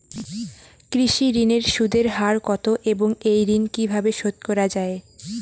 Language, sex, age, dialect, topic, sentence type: Bengali, female, 18-24, Rajbangshi, agriculture, question